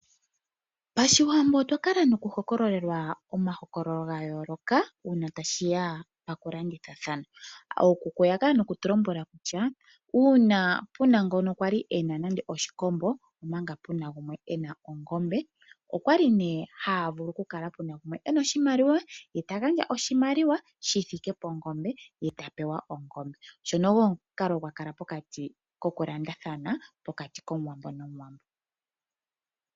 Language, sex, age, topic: Oshiwambo, female, 25-35, finance